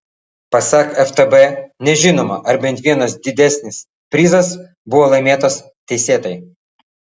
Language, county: Lithuanian, Vilnius